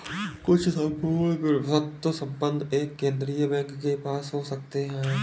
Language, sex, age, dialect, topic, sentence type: Hindi, male, 25-30, Marwari Dhudhari, banking, statement